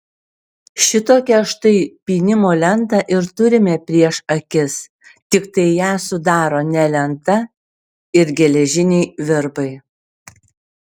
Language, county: Lithuanian, Šiauliai